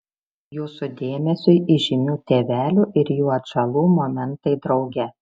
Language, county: Lithuanian, Šiauliai